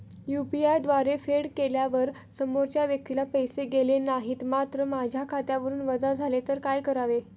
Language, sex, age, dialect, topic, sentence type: Marathi, female, 18-24, Standard Marathi, banking, question